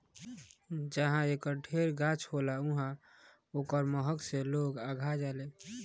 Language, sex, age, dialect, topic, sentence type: Bhojpuri, male, 18-24, Northern, agriculture, statement